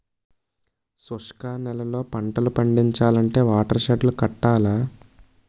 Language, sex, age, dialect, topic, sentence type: Telugu, male, 18-24, Utterandhra, agriculture, statement